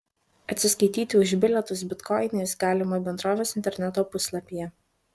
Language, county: Lithuanian, Šiauliai